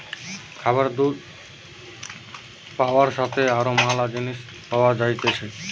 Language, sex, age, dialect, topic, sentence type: Bengali, male, 18-24, Western, agriculture, statement